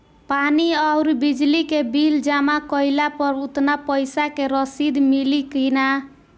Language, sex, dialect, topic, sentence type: Bhojpuri, female, Southern / Standard, banking, question